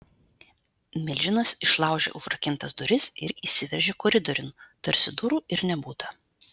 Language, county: Lithuanian, Vilnius